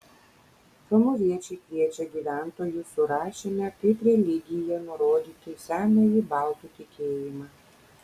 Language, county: Lithuanian, Kaunas